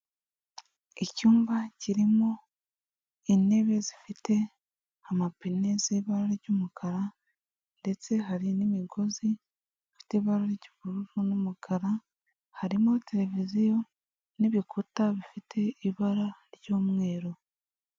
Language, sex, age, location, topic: Kinyarwanda, female, 18-24, Huye, health